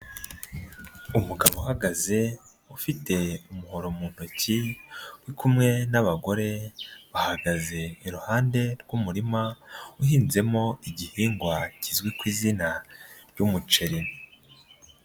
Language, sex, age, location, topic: Kinyarwanda, male, 25-35, Nyagatare, agriculture